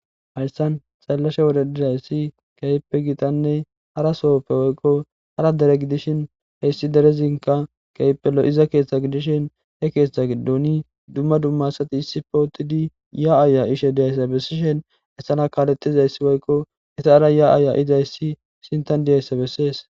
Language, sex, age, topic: Gamo, male, 18-24, government